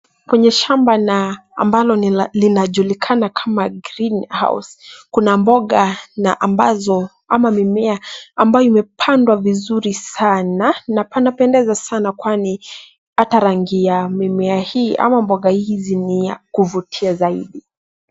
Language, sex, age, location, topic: Swahili, female, 18-24, Nairobi, agriculture